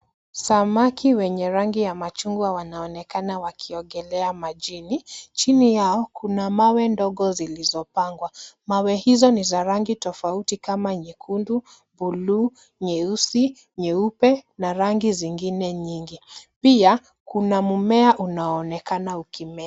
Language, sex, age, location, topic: Swahili, female, 25-35, Nairobi, agriculture